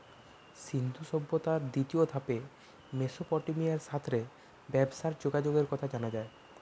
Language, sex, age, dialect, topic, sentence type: Bengali, female, 25-30, Western, agriculture, statement